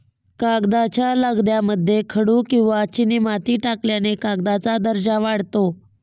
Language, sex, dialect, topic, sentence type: Marathi, female, Standard Marathi, agriculture, statement